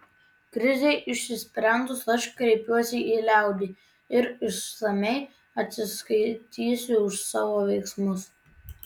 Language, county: Lithuanian, Tauragė